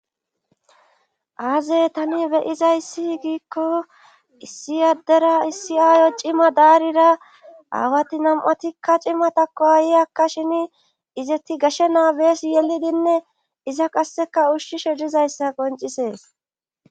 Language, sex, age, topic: Gamo, female, 25-35, government